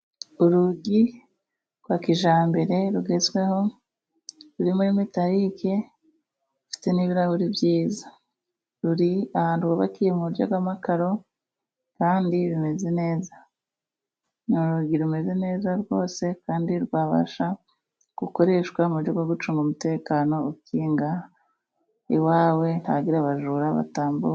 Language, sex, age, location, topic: Kinyarwanda, female, 25-35, Musanze, finance